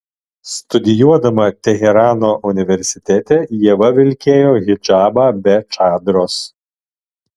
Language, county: Lithuanian, Alytus